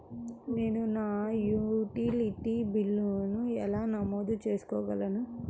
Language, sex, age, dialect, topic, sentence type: Telugu, female, 25-30, Central/Coastal, banking, question